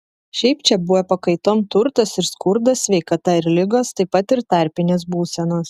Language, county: Lithuanian, Telšiai